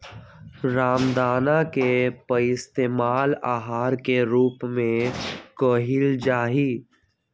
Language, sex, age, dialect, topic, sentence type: Magahi, male, 18-24, Western, agriculture, statement